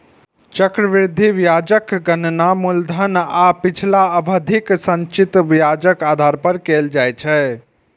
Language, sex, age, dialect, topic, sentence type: Maithili, male, 51-55, Eastern / Thethi, banking, statement